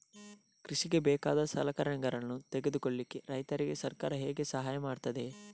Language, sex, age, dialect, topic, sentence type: Kannada, male, 31-35, Coastal/Dakshin, agriculture, question